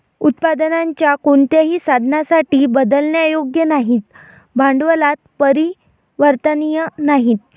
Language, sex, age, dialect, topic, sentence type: Marathi, female, 18-24, Varhadi, banking, statement